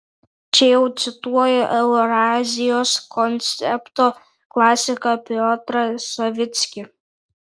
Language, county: Lithuanian, Kaunas